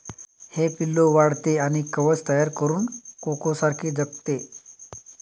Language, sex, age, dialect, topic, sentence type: Marathi, male, 31-35, Standard Marathi, agriculture, statement